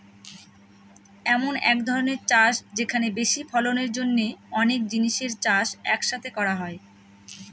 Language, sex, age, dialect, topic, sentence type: Bengali, female, 31-35, Northern/Varendri, agriculture, statement